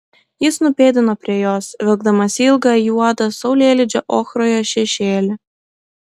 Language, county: Lithuanian, Klaipėda